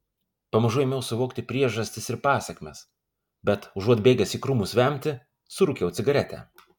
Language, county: Lithuanian, Kaunas